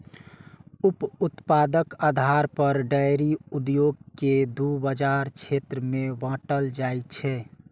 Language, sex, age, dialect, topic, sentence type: Maithili, male, 18-24, Eastern / Thethi, agriculture, statement